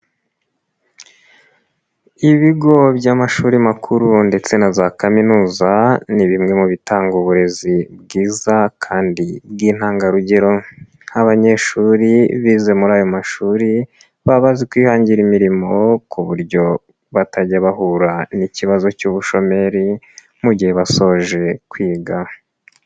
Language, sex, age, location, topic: Kinyarwanda, male, 18-24, Nyagatare, education